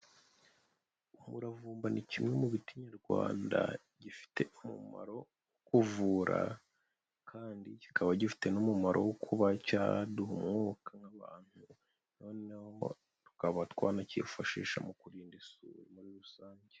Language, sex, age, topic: Kinyarwanda, female, 18-24, health